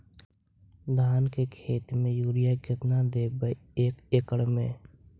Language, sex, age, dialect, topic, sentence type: Magahi, male, 60-100, Central/Standard, agriculture, question